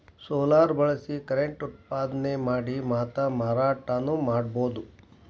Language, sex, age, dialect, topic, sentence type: Kannada, male, 60-100, Dharwad Kannada, agriculture, statement